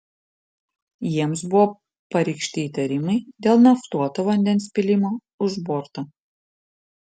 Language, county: Lithuanian, Panevėžys